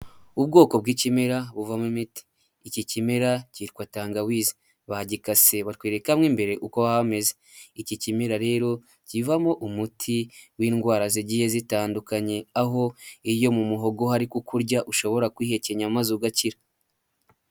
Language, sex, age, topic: Kinyarwanda, male, 18-24, health